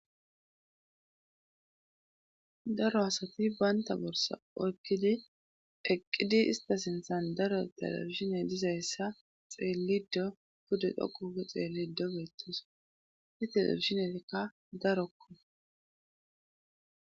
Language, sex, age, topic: Gamo, female, 25-35, government